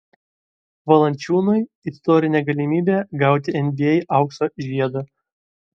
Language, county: Lithuanian, Vilnius